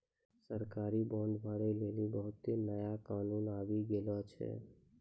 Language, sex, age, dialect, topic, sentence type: Maithili, male, 25-30, Angika, banking, statement